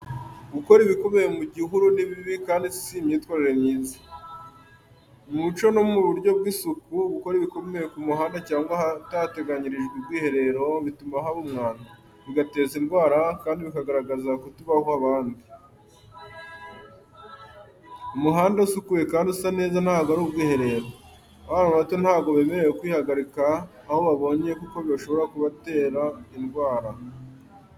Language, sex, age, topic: Kinyarwanda, male, 18-24, education